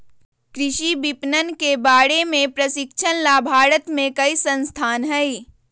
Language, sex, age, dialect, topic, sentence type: Magahi, female, 25-30, Western, agriculture, statement